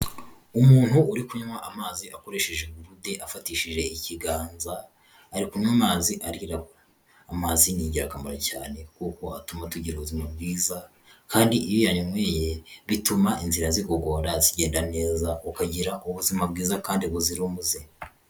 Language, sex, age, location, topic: Kinyarwanda, female, 18-24, Huye, health